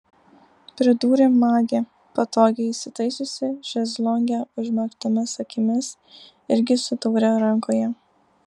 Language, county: Lithuanian, Alytus